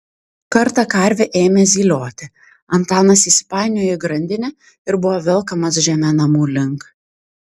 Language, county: Lithuanian, Tauragė